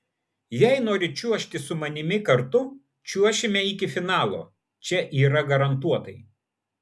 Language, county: Lithuanian, Vilnius